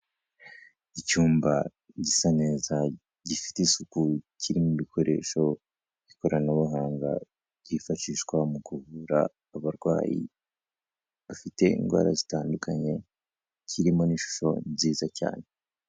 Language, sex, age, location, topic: Kinyarwanda, male, 18-24, Kigali, health